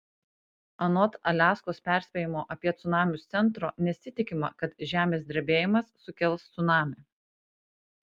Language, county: Lithuanian, Panevėžys